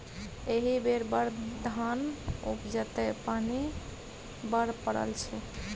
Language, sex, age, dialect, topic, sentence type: Maithili, female, 51-55, Bajjika, agriculture, statement